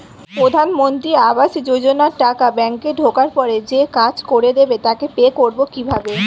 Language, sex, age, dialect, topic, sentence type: Bengali, female, 18-24, Standard Colloquial, banking, question